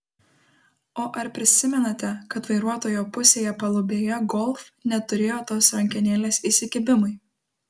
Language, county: Lithuanian, Kaunas